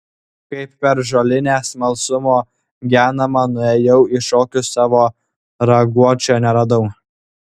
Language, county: Lithuanian, Klaipėda